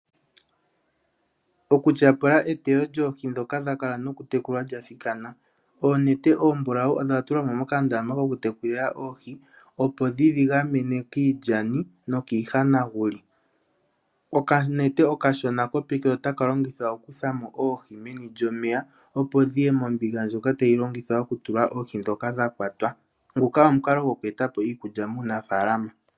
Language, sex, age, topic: Oshiwambo, male, 18-24, agriculture